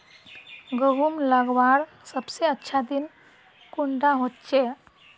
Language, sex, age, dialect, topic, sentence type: Magahi, female, 25-30, Northeastern/Surjapuri, agriculture, question